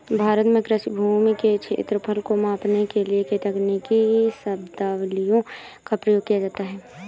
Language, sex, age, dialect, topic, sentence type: Hindi, female, 18-24, Awadhi Bundeli, agriculture, statement